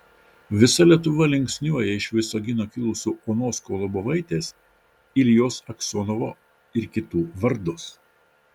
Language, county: Lithuanian, Vilnius